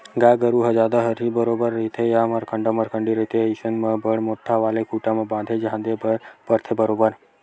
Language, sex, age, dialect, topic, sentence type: Chhattisgarhi, male, 18-24, Western/Budati/Khatahi, agriculture, statement